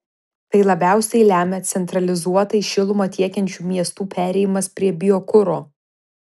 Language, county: Lithuanian, Vilnius